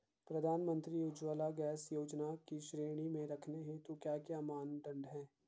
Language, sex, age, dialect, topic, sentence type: Hindi, male, 51-55, Garhwali, banking, question